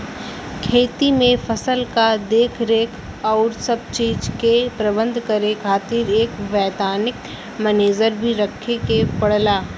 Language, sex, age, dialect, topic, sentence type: Bhojpuri, female, <18, Western, agriculture, statement